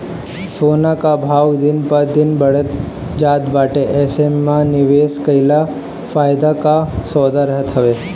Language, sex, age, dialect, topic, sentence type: Bhojpuri, female, 18-24, Northern, banking, statement